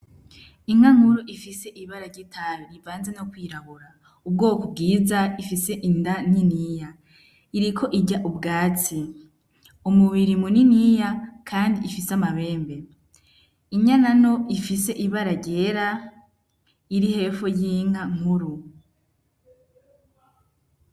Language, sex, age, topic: Rundi, female, 18-24, agriculture